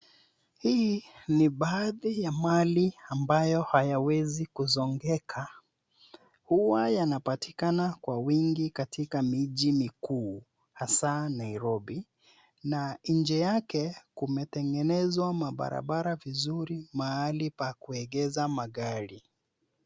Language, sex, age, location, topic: Swahili, male, 36-49, Nairobi, finance